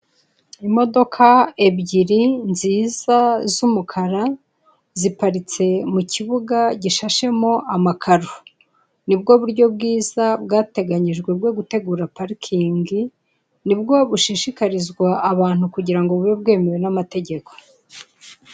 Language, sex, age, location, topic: Kinyarwanda, female, 25-35, Kigali, finance